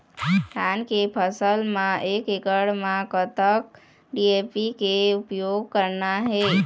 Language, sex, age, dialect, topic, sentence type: Chhattisgarhi, female, 18-24, Eastern, agriculture, question